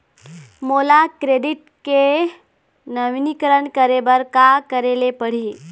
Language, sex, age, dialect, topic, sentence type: Chhattisgarhi, female, 18-24, Eastern, banking, question